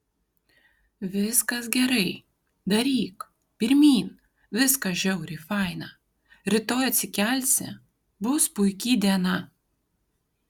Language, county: Lithuanian, Kaunas